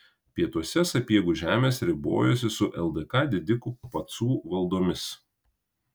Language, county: Lithuanian, Kaunas